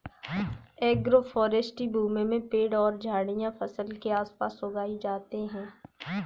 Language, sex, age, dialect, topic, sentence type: Hindi, female, 18-24, Kanauji Braj Bhasha, agriculture, statement